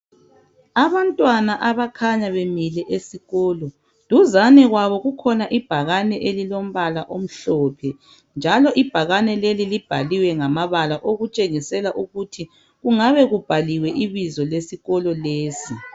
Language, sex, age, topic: North Ndebele, female, 25-35, education